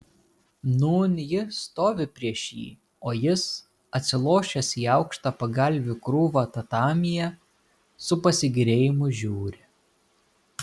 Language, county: Lithuanian, Kaunas